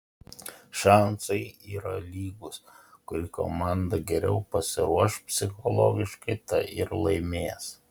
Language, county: Lithuanian, Utena